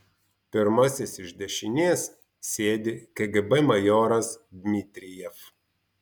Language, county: Lithuanian, Vilnius